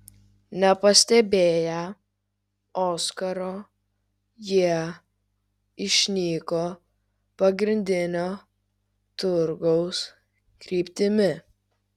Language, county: Lithuanian, Kaunas